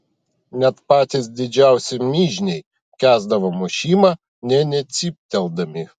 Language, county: Lithuanian, Vilnius